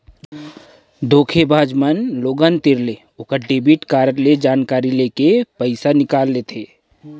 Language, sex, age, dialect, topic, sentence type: Chhattisgarhi, male, 31-35, Central, banking, statement